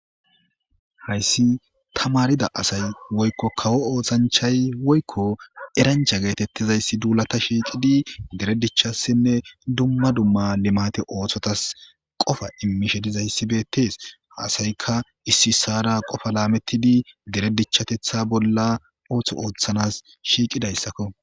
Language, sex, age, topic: Gamo, male, 18-24, government